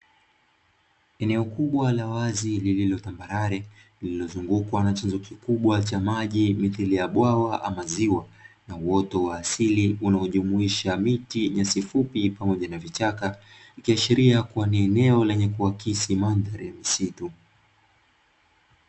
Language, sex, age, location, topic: Swahili, male, 25-35, Dar es Salaam, agriculture